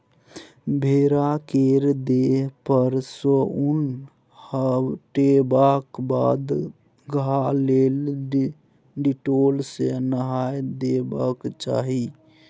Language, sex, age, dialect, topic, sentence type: Maithili, male, 60-100, Bajjika, agriculture, statement